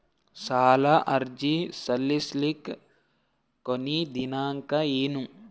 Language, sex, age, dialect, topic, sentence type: Kannada, male, 18-24, Northeastern, banking, question